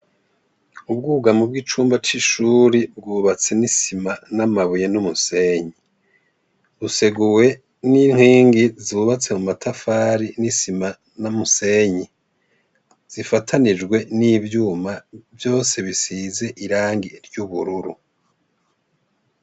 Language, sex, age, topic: Rundi, male, 50+, education